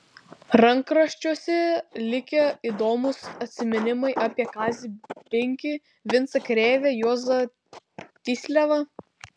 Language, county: Lithuanian, Vilnius